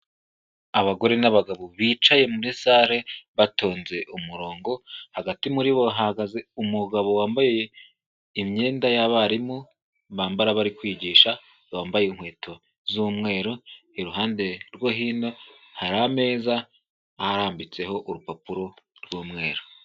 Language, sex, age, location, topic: Kinyarwanda, male, 18-24, Kigali, health